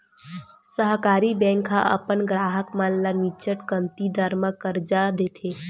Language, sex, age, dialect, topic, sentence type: Chhattisgarhi, female, 18-24, Western/Budati/Khatahi, banking, statement